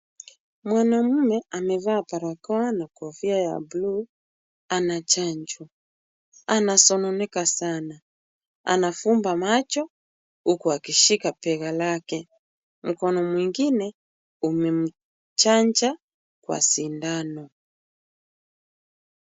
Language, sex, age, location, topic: Swahili, female, 25-35, Kisumu, health